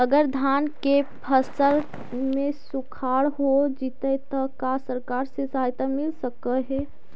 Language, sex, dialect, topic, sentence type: Magahi, female, Central/Standard, agriculture, question